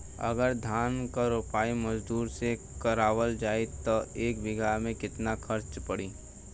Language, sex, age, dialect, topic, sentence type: Bhojpuri, male, 18-24, Western, agriculture, question